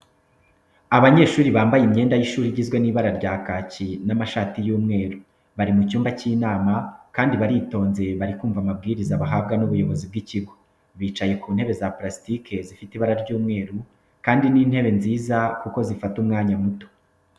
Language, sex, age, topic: Kinyarwanda, male, 25-35, education